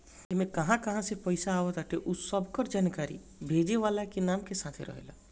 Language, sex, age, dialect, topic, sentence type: Bhojpuri, male, 25-30, Northern, banking, statement